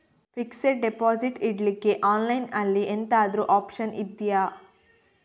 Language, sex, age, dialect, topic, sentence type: Kannada, female, 18-24, Coastal/Dakshin, banking, question